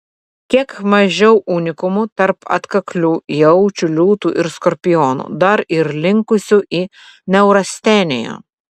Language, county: Lithuanian, Vilnius